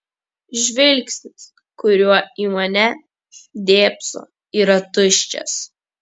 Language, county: Lithuanian, Kaunas